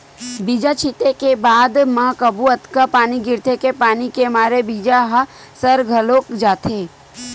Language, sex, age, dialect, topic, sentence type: Chhattisgarhi, female, 18-24, Western/Budati/Khatahi, agriculture, statement